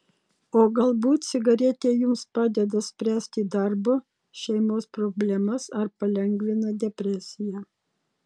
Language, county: Lithuanian, Utena